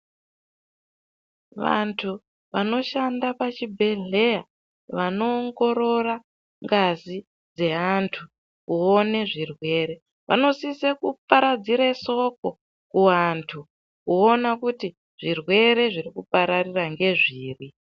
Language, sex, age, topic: Ndau, female, 50+, health